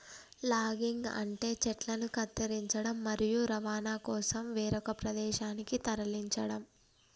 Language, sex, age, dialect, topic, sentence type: Telugu, female, 18-24, Telangana, agriculture, statement